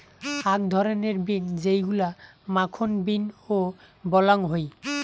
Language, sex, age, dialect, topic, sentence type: Bengali, male, 18-24, Rajbangshi, agriculture, statement